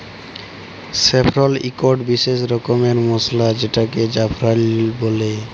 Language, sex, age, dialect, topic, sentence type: Bengali, male, 18-24, Jharkhandi, agriculture, statement